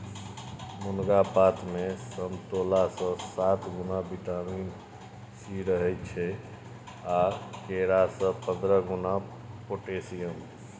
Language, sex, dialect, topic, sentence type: Maithili, male, Bajjika, agriculture, statement